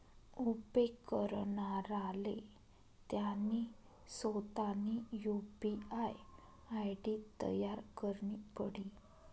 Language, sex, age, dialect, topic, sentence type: Marathi, female, 25-30, Northern Konkan, banking, statement